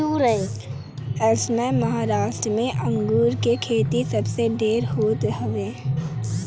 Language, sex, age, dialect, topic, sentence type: Bhojpuri, male, 18-24, Northern, agriculture, statement